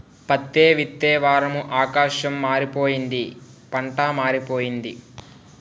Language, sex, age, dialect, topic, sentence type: Telugu, male, 18-24, Utterandhra, agriculture, statement